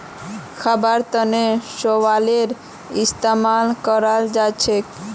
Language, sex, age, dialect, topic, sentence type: Magahi, female, 18-24, Northeastern/Surjapuri, agriculture, statement